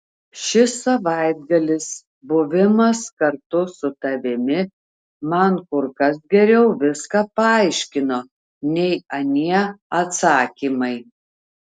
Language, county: Lithuanian, Telšiai